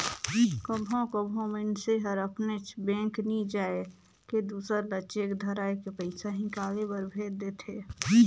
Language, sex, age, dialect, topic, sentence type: Chhattisgarhi, female, 18-24, Northern/Bhandar, banking, statement